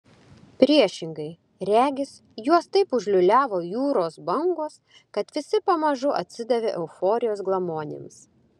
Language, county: Lithuanian, Klaipėda